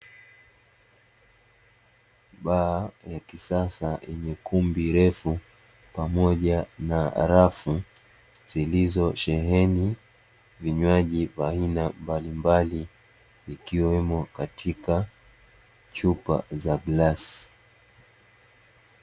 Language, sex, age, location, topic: Swahili, male, 18-24, Dar es Salaam, finance